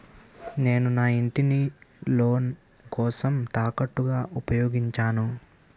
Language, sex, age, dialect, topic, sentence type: Telugu, male, 18-24, Utterandhra, banking, statement